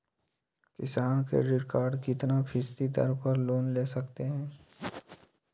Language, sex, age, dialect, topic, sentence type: Magahi, male, 18-24, Western, agriculture, question